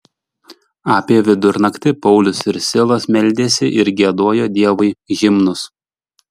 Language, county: Lithuanian, Šiauliai